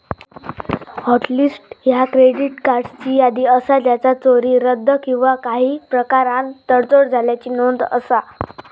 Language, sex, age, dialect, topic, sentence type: Marathi, female, 36-40, Southern Konkan, banking, statement